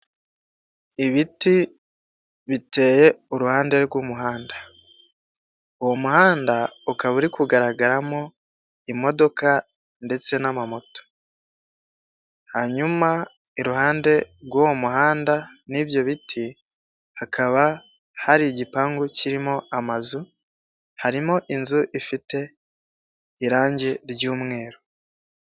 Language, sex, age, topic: Kinyarwanda, male, 18-24, government